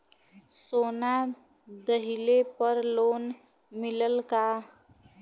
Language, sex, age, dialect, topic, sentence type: Bhojpuri, female, 25-30, Western, banking, question